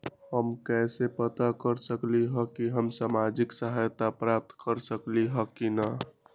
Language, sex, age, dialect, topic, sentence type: Magahi, male, 18-24, Western, banking, question